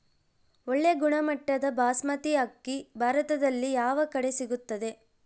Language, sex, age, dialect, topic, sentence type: Kannada, female, 18-24, Central, agriculture, question